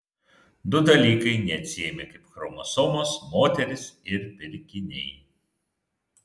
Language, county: Lithuanian, Vilnius